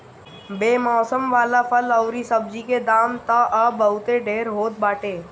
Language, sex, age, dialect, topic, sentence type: Bhojpuri, male, 60-100, Northern, agriculture, statement